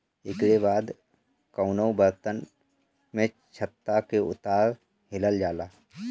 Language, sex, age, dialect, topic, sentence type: Bhojpuri, male, 31-35, Northern, agriculture, statement